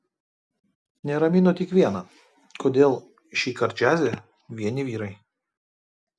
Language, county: Lithuanian, Kaunas